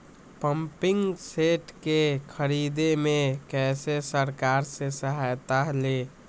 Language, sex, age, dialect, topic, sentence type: Magahi, male, 18-24, Western, agriculture, question